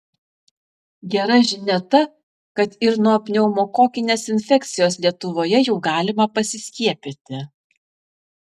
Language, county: Lithuanian, Vilnius